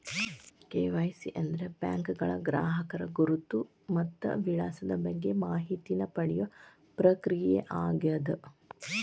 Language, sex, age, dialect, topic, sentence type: Kannada, female, 36-40, Dharwad Kannada, banking, statement